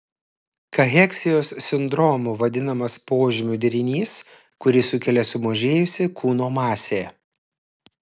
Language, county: Lithuanian, Klaipėda